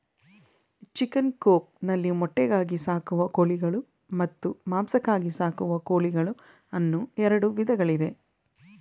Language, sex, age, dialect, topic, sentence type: Kannada, female, 31-35, Mysore Kannada, agriculture, statement